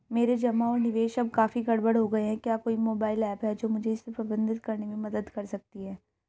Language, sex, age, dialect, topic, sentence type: Hindi, male, 18-24, Hindustani Malvi Khadi Boli, banking, question